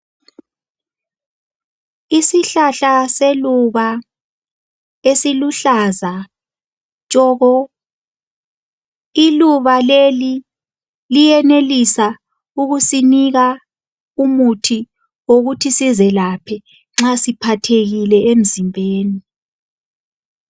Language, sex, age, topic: North Ndebele, female, 50+, health